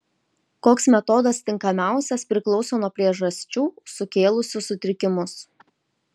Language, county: Lithuanian, Kaunas